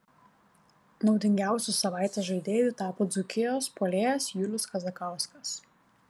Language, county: Lithuanian, Panevėžys